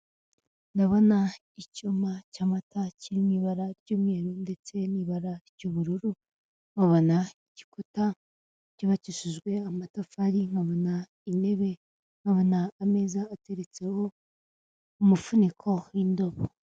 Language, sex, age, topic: Kinyarwanda, female, 25-35, finance